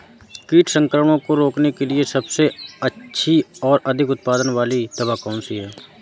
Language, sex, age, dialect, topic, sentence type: Hindi, male, 31-35, Awadhi Bundeli, agriculture, question